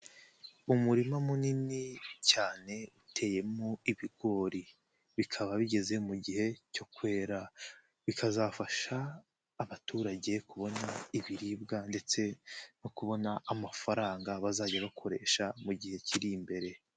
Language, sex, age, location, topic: Kinyarwanda, male, 25-35, Nyagatare, agriculture